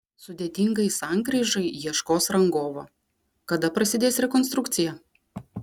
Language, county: Lithuanian, Klaipėda